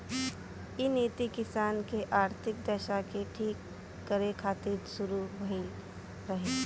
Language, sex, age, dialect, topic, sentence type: Bhojpuri, female, 18-24, Northern, agriculture, statement